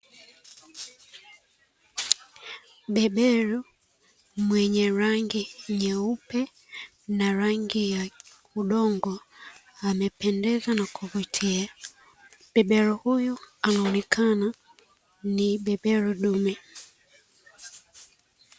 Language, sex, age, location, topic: Swahili, female, 25-35, Dar es Salaam, agriculture